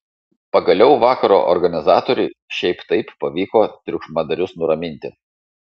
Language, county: Lithuanian, Šiauliai